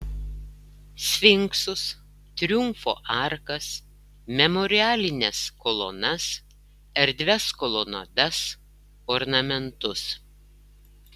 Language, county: Lithuanian, Klaipėda